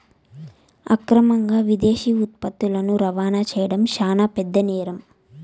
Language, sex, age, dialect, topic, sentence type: Telugu, female, 25-30, Southern, banking, statement